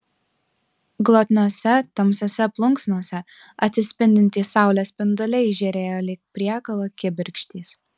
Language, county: Lithuanian, Klaipėda